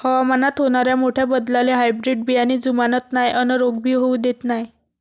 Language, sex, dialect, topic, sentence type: Marathi, female, Varhadi, agriculture, statement